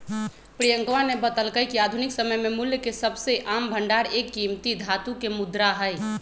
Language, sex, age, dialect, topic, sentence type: Magahi, female, 31-35, Western, banking, statement